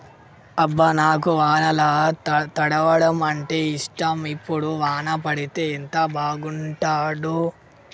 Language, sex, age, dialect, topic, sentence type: Telugu, male, 51-55, Telangana, agriculture, statement